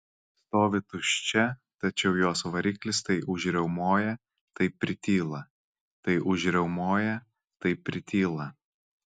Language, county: Lithuanian, Kaunas